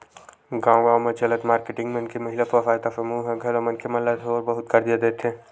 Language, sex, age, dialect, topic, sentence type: Chhattisgarhi, male, 56-60, Western/Budati/Khatahi, banking, statement